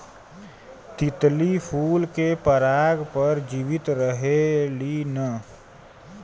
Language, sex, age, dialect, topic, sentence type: Bhojpuri, male, 25-30, Western, agriculture, statement